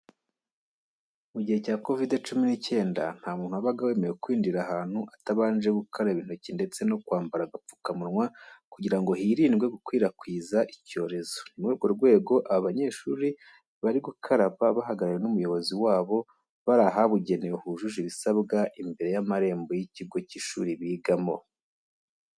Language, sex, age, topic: Kinyarwanda, male, 25-35, education